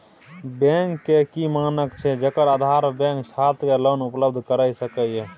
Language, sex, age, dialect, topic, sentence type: Maithili, male, 18-24, Bajjika, banking, question